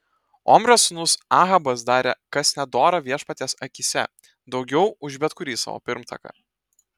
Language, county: Lithuanian, Telšiai